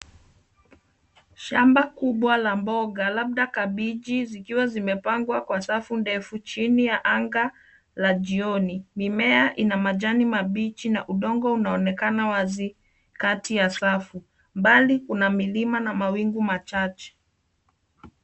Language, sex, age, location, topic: Swahili, female, 25-35, Nairobi, agriculture